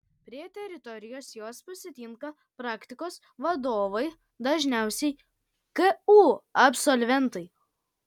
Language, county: Lithuanian, Kaunas